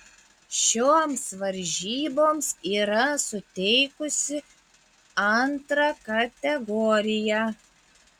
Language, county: Lithuanian, Šiauliai